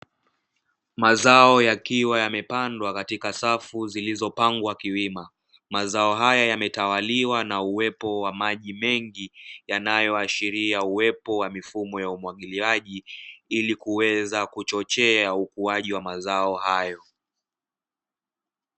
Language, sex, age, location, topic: Swahili, male, 18-24, Dar es Salaam, agriculture